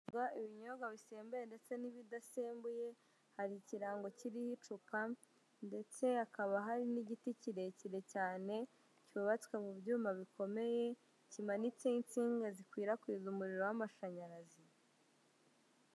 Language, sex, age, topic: Kinyarwanda, male, 18-24, government